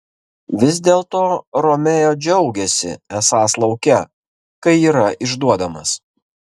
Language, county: Lithuanian, Kaunas